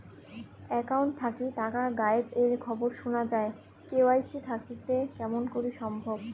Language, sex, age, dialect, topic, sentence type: Bengali, female, 18-24, Rajbangshi, banking, question